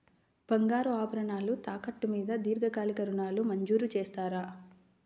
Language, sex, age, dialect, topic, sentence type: Telugu, female, 25-30, Central/Coastal, banking, question